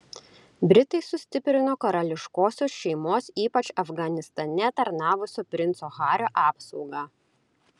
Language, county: Lithuanian, Klaipėda